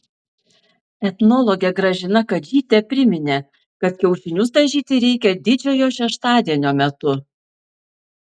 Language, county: Lithuanian, Vilnius